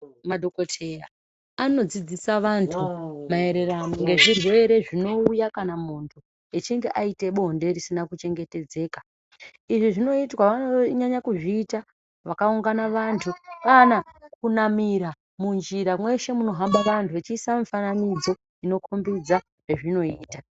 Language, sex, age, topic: Ndau, female, 25-35, health